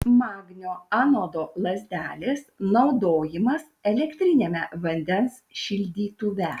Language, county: Lithuanian, Šiauliai